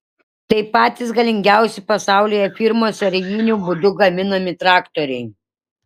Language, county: Lithuanian, Šiauliai